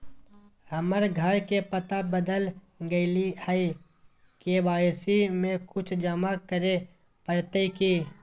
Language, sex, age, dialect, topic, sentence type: Magahi, male, 18-24, Southern, banking, question